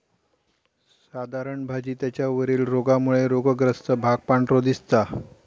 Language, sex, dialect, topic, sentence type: Marathi, male, Southern Konkan, agriculture, statement